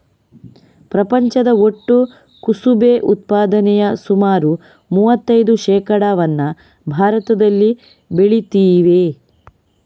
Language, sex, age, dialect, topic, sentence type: Kannada, female, 18-24, Coastal/Dakshin, agriculture, statement